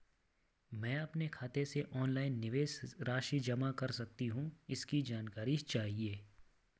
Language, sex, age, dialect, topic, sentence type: Hindi, male, 25-30, Garhwali, banking, question